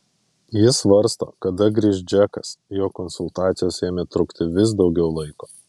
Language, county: Lithuanian, Vilnius